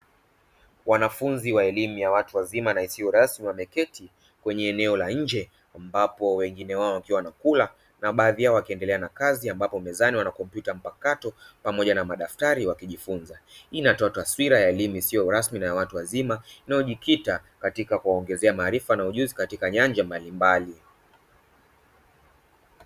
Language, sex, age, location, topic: Swahili, male, 25-35, Dar es Salaam, education